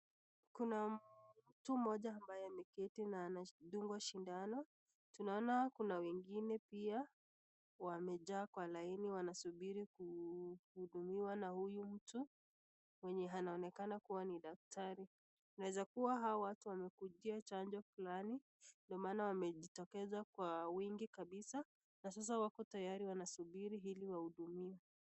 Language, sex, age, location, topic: Swahili, female, 25-35, Nakuru, health